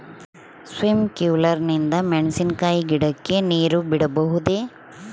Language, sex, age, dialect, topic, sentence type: Kannada, female, 36-40, Central, agriculture, question